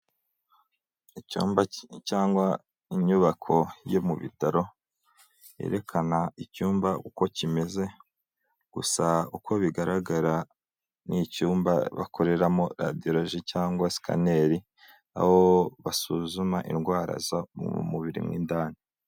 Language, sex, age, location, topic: Kinyarwanda, male, 18-24, Huye, health